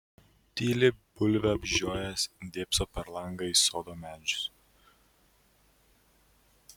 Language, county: Lithuanian, Kaunas